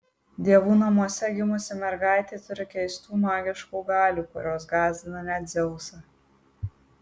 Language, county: Lithuanian, Marijampolė